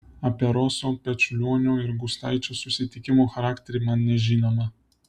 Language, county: Lithuanian, Vilnius